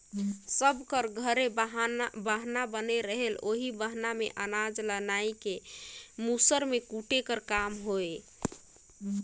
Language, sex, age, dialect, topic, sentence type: Chhattisgarhi, female, 31-35, Northern/Bhandar, agriculture, statement